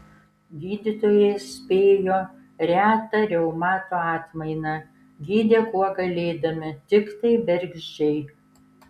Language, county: Lithuanian, Kaunas